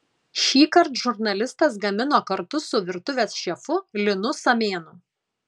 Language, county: Lithuanian, Kaunas